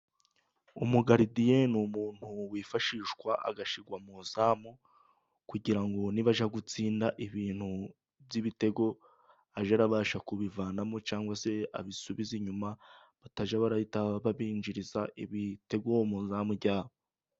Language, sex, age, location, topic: Kinyarwanda, male, 18-24, Musanze, government